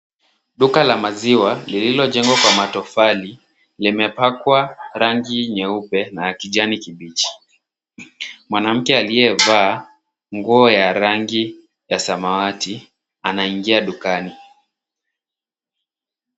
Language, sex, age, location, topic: Swahili, male, 25-35, Kisumu, finance